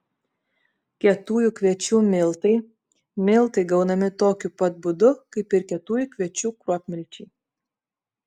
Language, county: Lithuanian, Vilnius